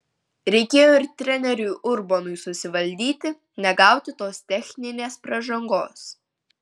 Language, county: Lithuanian, Vilnius